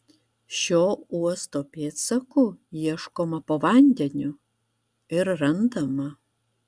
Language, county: Lithuanian, Vilnius